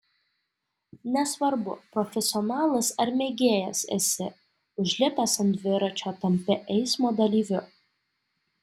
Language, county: Lithuanian, Alytus